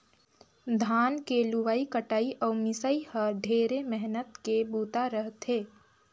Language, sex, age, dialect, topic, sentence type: Chhattisgarhi, female, 18-24, Northern/Bhandar, agriculture, statement